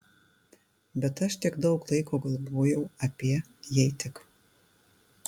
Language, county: Lithuanian, Tauragė